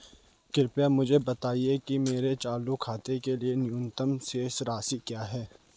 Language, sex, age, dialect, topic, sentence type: Hindi, male, 18-24, Garhwali, banking, statement